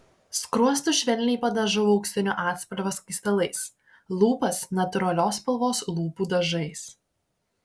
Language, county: Lithuanian, Klaipėda